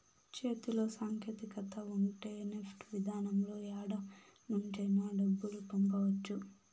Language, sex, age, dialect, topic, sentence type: Telugu, female, 18-24, Southern, banking, statement